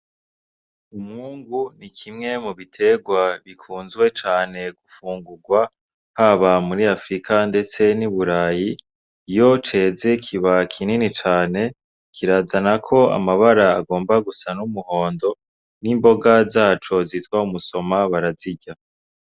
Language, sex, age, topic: Rundi, male, 18-24, agriculture